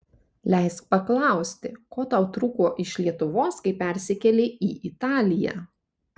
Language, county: Lithuanian, Panevėžys